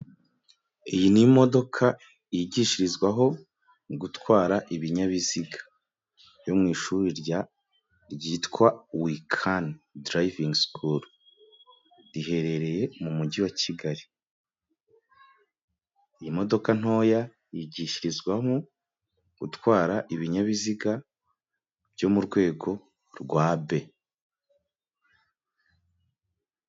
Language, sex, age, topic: Kinyarwanda, male, 25-35, government